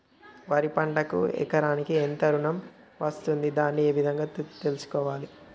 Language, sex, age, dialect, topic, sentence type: Telugu, male, 18-24, Telangana, agriculture, question